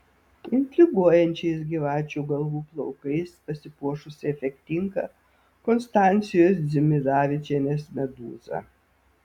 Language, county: Lithuanian, Vilnius